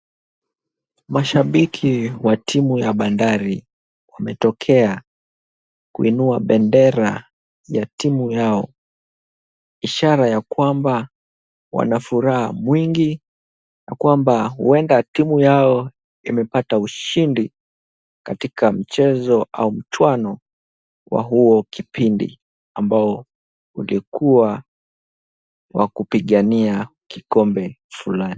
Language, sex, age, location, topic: Swahili, male, 18-24, Kisumu, government